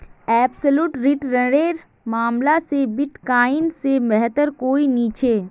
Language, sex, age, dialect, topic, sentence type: Magahi, female, 18-24, Northeastern/Surjapuri, banking, statement